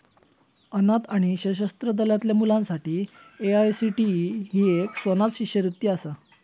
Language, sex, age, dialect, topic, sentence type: Marathi, male, 18-24, Southern Konkan, banking, statement